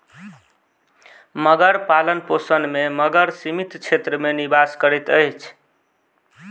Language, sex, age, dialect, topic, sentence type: Maithili, male, 25-30, Southern/Standard, agriculture, statement